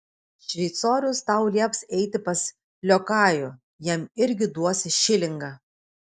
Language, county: Lithuanian, Vilnius